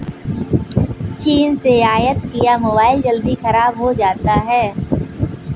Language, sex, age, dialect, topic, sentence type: Hindi, female, 18-24, Kanauji Braj Bhasha, banking, statement